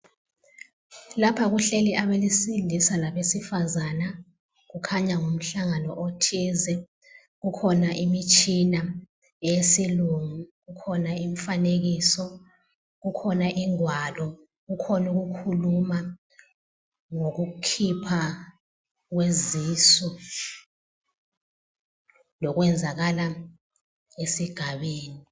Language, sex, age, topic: North Ndebele, female, 36-49, health